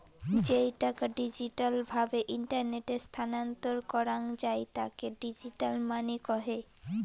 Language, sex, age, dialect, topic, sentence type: Bengali, female, 18-24, Rajbangshi, banking, statement